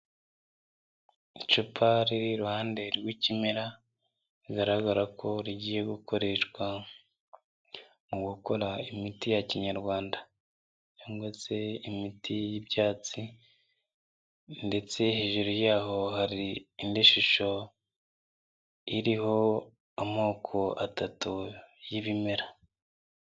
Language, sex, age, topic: Kinyarwanda, male, 25-35, health